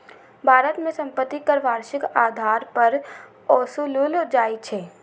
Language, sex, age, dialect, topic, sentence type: Maithili, female, 18-24, Eastern / Thethi, banking, statement